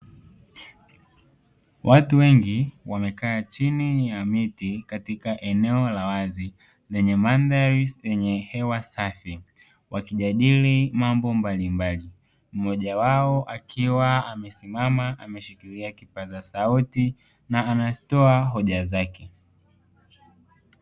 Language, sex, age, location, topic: Swahili, male, 18-24, Dar es Salaam, education